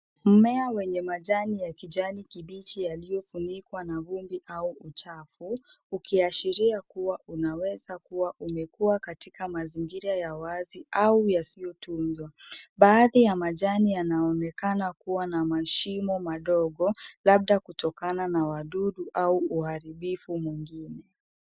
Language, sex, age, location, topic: Swahili, female, 18-24, Nairobi, health